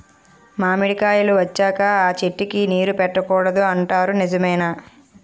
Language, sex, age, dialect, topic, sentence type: Telugu, female, 41-45, Utterandhra, agriculture, question